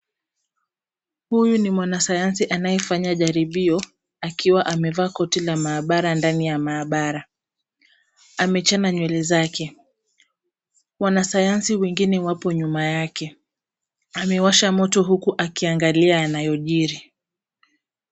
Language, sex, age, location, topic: Swahili, female, 25-35, Kisumu, health